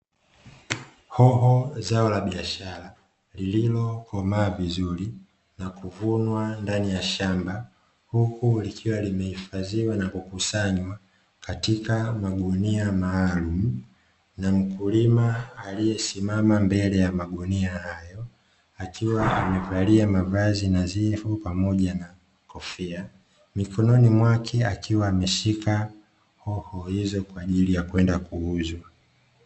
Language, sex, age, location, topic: Swahili, male, 25-35, Dar es Salaam, agriculture